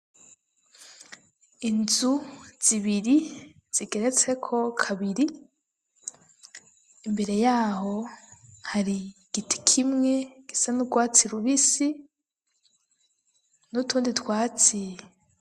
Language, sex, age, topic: Rundi, female, 25-35, education